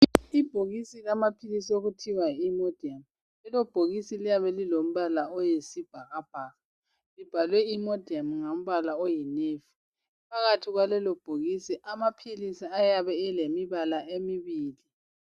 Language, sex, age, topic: North Ndebele, female, 18-24, health